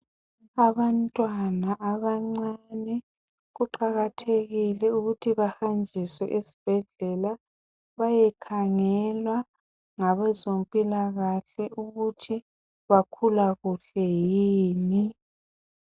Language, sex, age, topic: North Ndebele, male, 50+, health